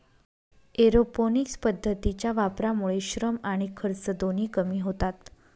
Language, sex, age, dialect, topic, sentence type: Marathi, female, 31-35, Northern Konkan, agriculture, statement